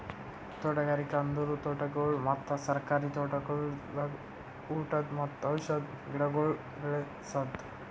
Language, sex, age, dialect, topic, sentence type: Kannada, male, 18-24, Northeastern, agriculture, statement